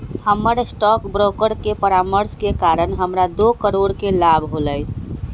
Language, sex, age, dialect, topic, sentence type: Magahi, female, 36-40, Western, banking, statement